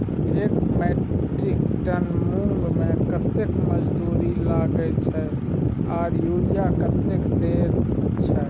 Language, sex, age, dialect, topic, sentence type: Maithili, male, 31-35, Bajjika, agriculture, question